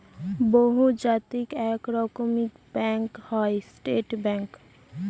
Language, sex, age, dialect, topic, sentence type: Bengali, female, 18-24, Northern/Varendri, banking, statement